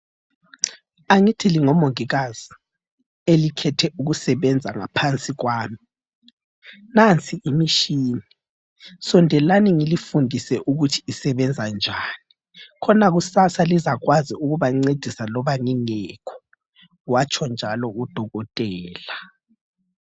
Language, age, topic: North Ndebele, 25-35, health